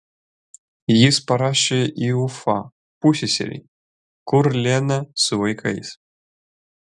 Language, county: Lithuanian, Vilnius